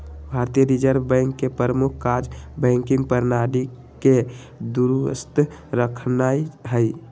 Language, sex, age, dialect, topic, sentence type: Magahi, male, 18-24, Western, banking, statement